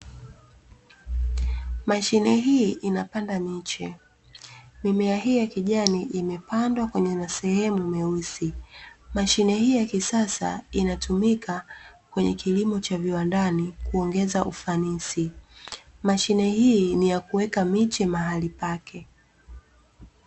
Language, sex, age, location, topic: Swahili, female, 25-35, Dar es Salaam, agriculture